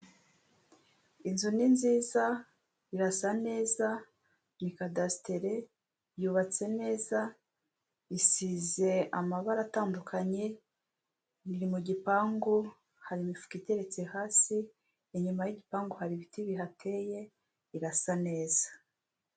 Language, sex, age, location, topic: Kinyarwanda, female, 36-49, Kigali, finance